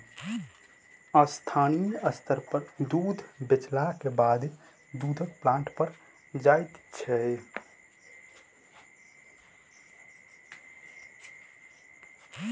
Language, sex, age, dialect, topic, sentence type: Maithili, male, 18-24, Southern/Standard, agriculture, statement